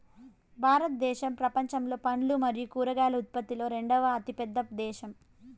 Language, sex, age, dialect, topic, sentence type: Telugu, female, 18-24, Southern, agriculture, statement